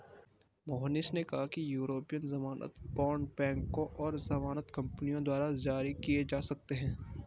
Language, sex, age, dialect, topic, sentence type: Hindi, male, 25-30, Garhwali, banking, statement